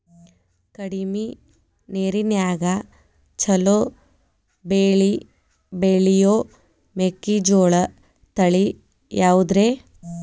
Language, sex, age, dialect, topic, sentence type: Kannada, female, 25-30, Dharwad Kannada, agriculture, question